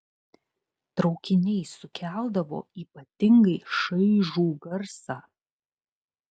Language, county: Lithuanian, Kaunas